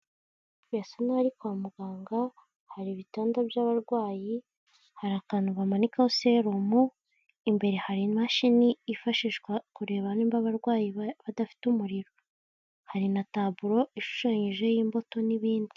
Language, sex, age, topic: Kinyarwanda, female, 18-24, health